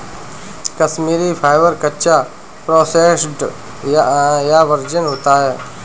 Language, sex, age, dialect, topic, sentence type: Hindi, male, 25-30, Kanauji Braj Bhasha, agriculture, statement